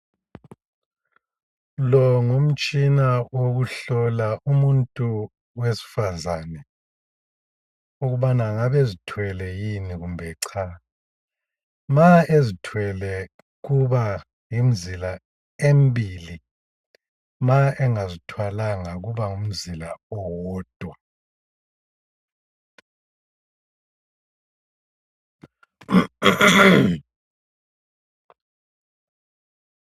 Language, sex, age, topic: North Ndebele, male, 50+, health